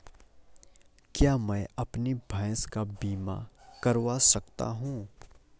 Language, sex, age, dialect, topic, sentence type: Hindi, male, 18-24, Awadhi Bundeli, banking, question